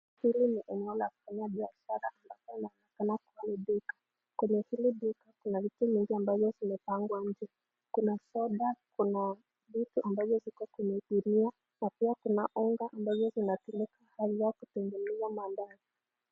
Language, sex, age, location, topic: Swahili, female, 25-35, Nakuru, finance